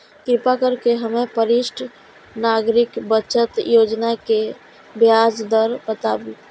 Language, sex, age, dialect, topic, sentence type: Maithili, female, 51-55, Eastern / Thethi, banking, statement